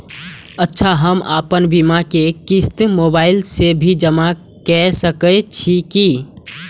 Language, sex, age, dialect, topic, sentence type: Maithili, male, 18-24, Eastern / Thethi, banking, question